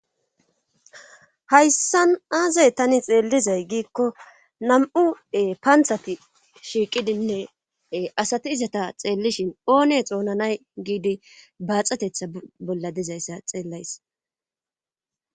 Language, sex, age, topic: Gamo, female, 36-49, government